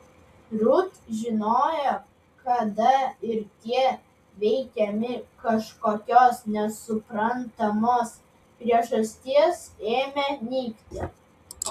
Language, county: Lithuanian, Vilnius